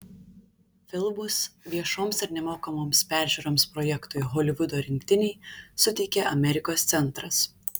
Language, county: Lithuanian, Šiauliai